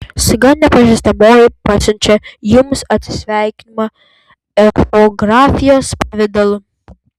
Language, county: Lithuanian, Vilnius